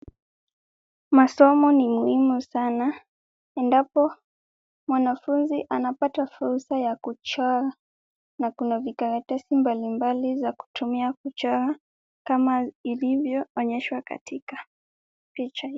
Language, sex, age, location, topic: Swahili, female, 18-24, Kisumu, education